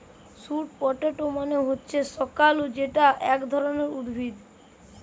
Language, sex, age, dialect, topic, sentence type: Bengali, male, 25-30, Western, agriculture, statement